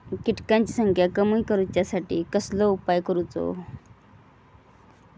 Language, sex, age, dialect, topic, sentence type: Marathi, female, 31-35, Southern Konkan, agriculture, question